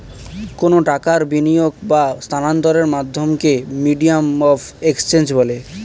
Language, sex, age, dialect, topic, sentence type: Bengali, male, 18-24, Standard Colloquial, banking, statement